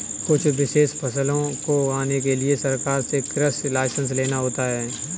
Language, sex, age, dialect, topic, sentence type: Hindi, male, 25-30, Kanauji Braj Bhasha, agriculture, statement